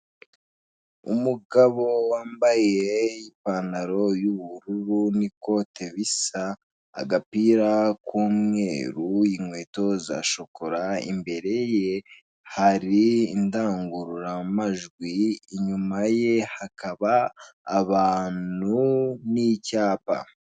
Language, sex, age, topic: Kinyarwanda, male, 18-24, government